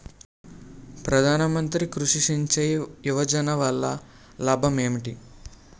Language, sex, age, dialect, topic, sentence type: Telugu, male, 18-24, Utterandhra, agriculture, question